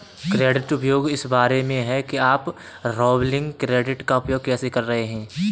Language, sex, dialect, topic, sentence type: Hindi, male, Kanauji Braj Bhasha, banking, statement